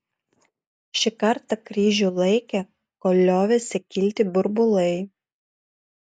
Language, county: Lithuanian, Utena